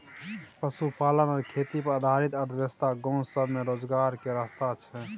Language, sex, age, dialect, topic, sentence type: Maithili, male, 18-24, Bajjika, agriculture, statement